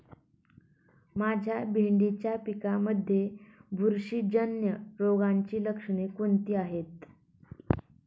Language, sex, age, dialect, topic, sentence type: Marathi, female, 18-24, Standard Marathi, agriculture, question